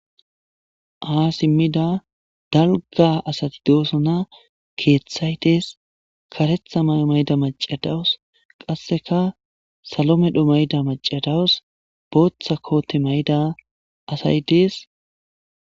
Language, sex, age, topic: Gamo, male, 25-35, government